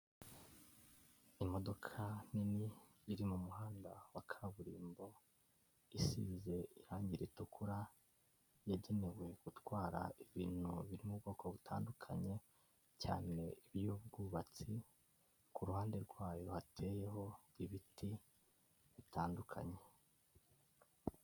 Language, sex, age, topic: Kinyarwanda, male, 18-24, government